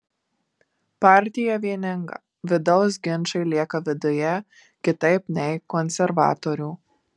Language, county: Lithuanian, Marijampolė